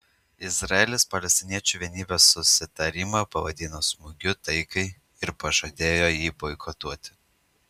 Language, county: Lithuanian, Utena